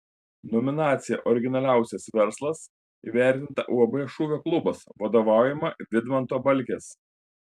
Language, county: Lithuanian, Panevėžys